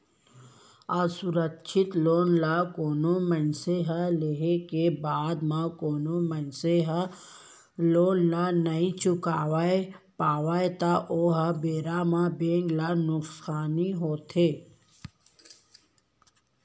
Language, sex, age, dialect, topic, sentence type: Chhattisgarhi, female, 18-24, Central, banking, statement